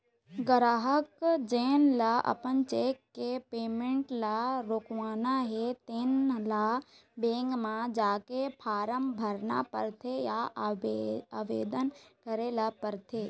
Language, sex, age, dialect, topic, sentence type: Chhattisgarhi, female, 51-55, Eastern, banking, statement